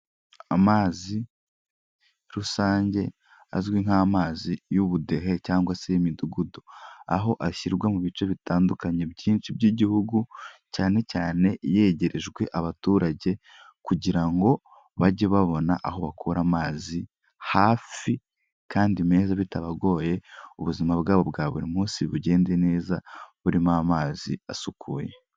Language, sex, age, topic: Kinyarwanda, male, 18-24, health